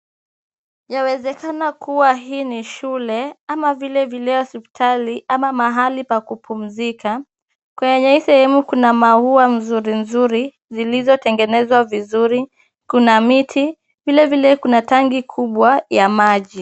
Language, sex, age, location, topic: Swahili, female, 25-35, Kisumu, education